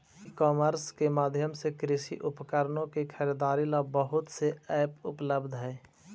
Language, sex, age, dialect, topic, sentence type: Magahi, male, 25-30, Central/Standard, agriculture, statement